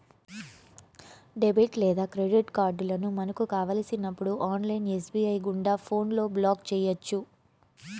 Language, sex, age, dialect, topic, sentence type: Telugu, female, 25-30, Southern, banking, statement